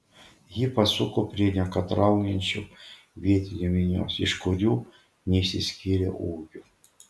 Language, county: Lithuanian, Šiauliai